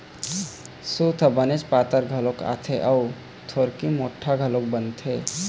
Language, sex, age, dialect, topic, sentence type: Chhattisgarhi, male, 18-24, Eastern, agriculture, statement